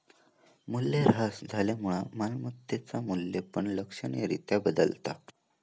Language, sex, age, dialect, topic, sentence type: Marathi, male, 18-24, Southern Konkan, banking, statement